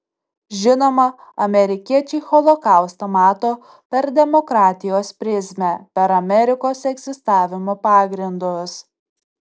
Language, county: Lithuanian, Tauragė